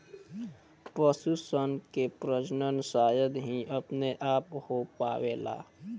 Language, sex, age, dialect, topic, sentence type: Bhojpuri, male, 18-24, Southern / Standard, agriculture, statement